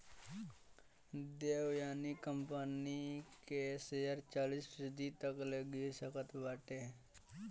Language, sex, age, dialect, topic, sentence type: Bhojpuri, male, <18, Northern, banking, statement